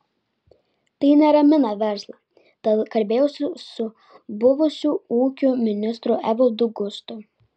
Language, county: Lithuanian, Vilnius